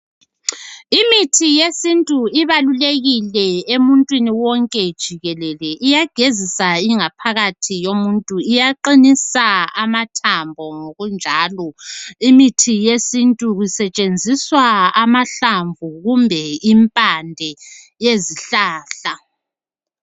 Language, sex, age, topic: North Ndebele, female, 36-49, health